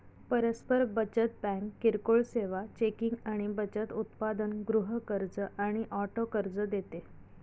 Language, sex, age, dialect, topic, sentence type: Marathi, female, 31-35, Northern Konkan, banking, statement